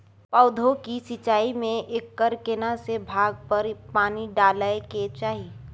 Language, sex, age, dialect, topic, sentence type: Maithili, female, 25-30, Bajjika, agriculture, question